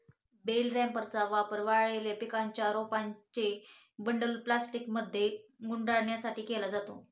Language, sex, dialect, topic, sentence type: Marathi, female, Standard Marathi, agriculture, statement